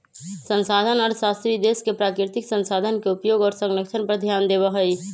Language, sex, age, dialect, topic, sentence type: Magahi, male, 25-30, Western, banking, statement